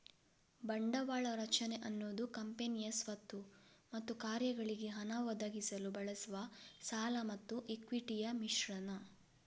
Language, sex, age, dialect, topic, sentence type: Kannada, female, 25-30, Coastal/Dakshin, banking, statement